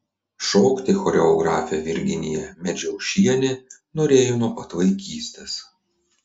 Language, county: Lithuanian, Klaipėda